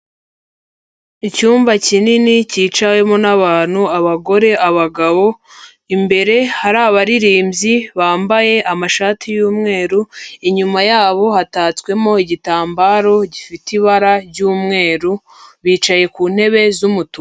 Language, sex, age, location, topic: Kinyarwanda, female, 18-24, Huye, education